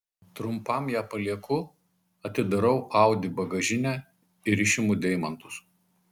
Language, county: Lithuanian, Marijampolė